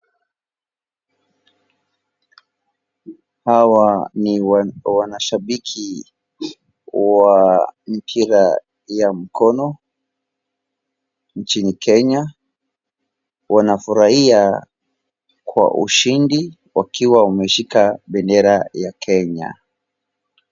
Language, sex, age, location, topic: Swahili, male, 25-35, Wajir, government